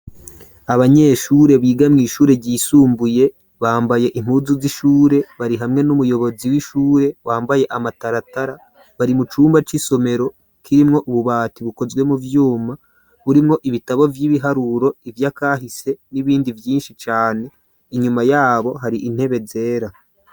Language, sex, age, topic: Rundi, male, 25-35, education